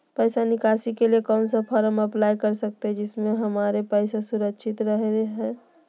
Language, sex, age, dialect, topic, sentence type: Magahi, female, 36-40, Southern, banking, question